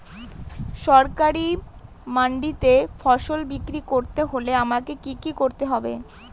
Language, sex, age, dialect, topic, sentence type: Bengali, female, 18-24, Northern/Varendri, agriculture, question